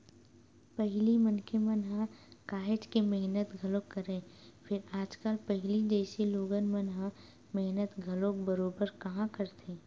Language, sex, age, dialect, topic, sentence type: Chhattisgarhi, female, 18-24, Western/Budati/Khatahi, agriculture, statement